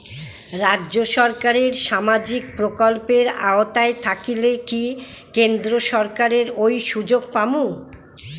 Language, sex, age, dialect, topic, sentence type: Bengali, female, 60-100, Rajbangshi, banking, question